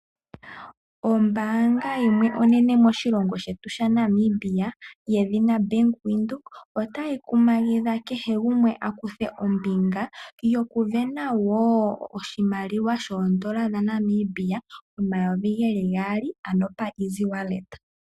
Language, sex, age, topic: Oshiwambo, female, 18-24, finance